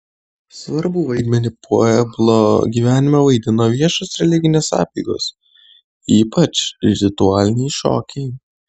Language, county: Lithuanian, Kaunas